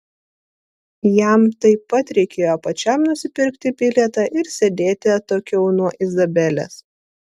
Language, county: Lithuanian, Vilnius